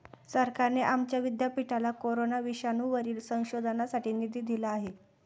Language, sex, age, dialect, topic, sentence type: Marathi, female, 18-24, Standard Marathi, banking, statement